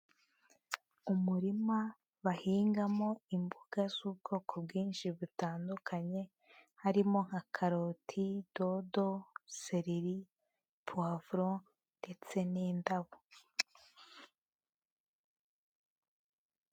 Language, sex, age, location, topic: Kinyarwanda, female, 18-24, Huye, agriculture